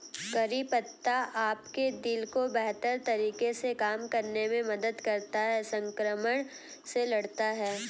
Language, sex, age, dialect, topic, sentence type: Hindi, female, 18-24, Hindustani Malvi Khadi Boli, agriculture, statement